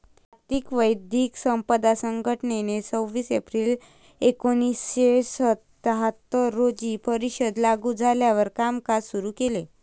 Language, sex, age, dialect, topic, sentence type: Marathi, female, 25-30, Varhadi, banking, statement